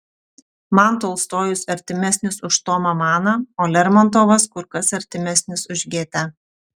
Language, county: Lithuanian, Utena